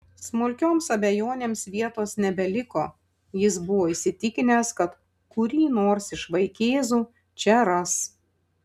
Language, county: Lithuanian, Panevėžys